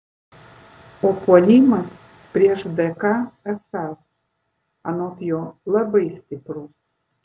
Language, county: Lithuanian, Vilnius